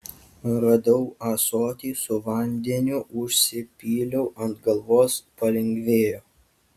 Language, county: Lithuanian, Kaunas